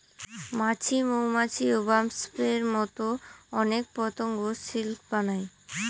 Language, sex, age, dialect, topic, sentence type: Bengali, female, 18-24, Northern/Varendri, agriculture, statement